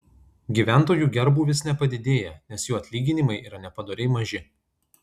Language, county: Lithuanian, Kaunas